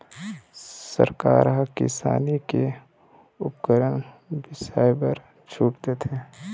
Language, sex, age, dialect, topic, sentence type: Chhattisgarhi, male, 25-30, Eastern, agriculture, statement